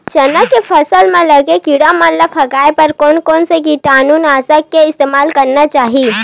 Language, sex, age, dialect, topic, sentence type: Chhattisgarhi, female, 25-30, Western/Budati/Khatahi, agriculture, question